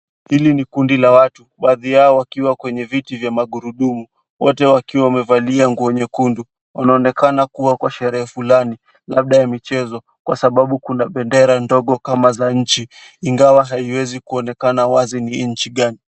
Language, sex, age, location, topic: Swahili, male, 18-24, Kisumu, education